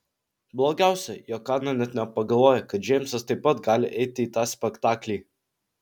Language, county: Lithuanian, Vilnius